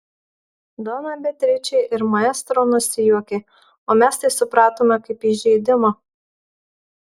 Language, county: Lithuanian, Marijampolė